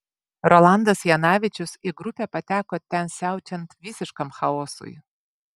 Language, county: Lithuanian, Vilnius